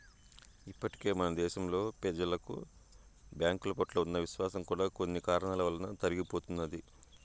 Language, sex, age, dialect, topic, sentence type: Telugu, male, 41-45, Southern, banking, statement